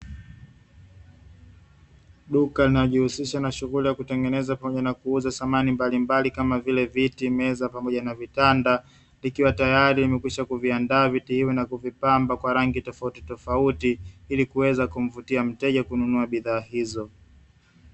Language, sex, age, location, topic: Swahili, male, 25-35, Dar es Salaam, finance